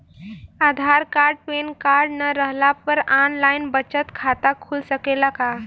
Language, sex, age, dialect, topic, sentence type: Bhojpuri, female, 18-24, Southern / Standard, banking, question